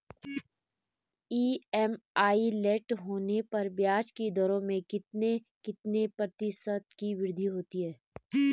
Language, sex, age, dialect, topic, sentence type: Hindi, female, 25-30, Garhwali, banking, question